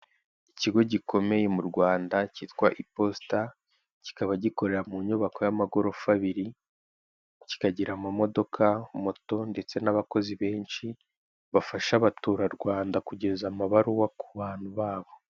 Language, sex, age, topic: Kinyarwanda, male, 18-24, finance